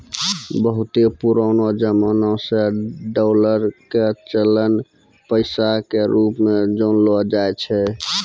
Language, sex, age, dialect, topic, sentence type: Maithili, male, 18-24, Angika, banking, statement